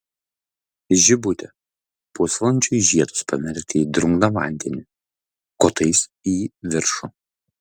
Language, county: Lithuanian, Vilnius